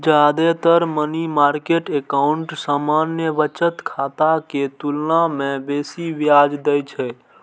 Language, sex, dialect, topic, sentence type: Maithili, male, Eastern / Thethi, banking, statement